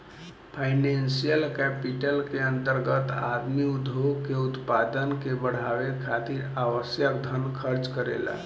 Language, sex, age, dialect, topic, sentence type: Bhojpuri, male, 18-24, Southern / Standard, banking, statement